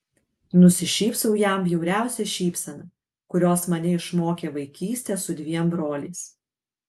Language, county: Lithuanian, Kaunas